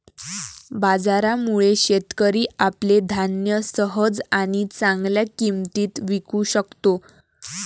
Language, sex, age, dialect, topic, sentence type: Marathi, female, 18-24, Varhadi, agriculture, statement